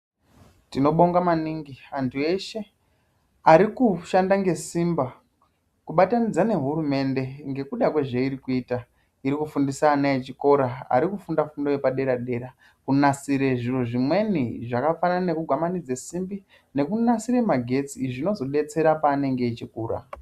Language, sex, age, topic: Ndau, female, 18-24, education